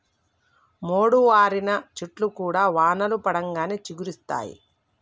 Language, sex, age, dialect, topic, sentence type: Telugu, female, 25-30, Telangana, agriculture, statement